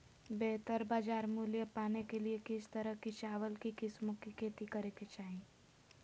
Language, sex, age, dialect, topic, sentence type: Magahi, female, 41-45, Southern, agriculture, question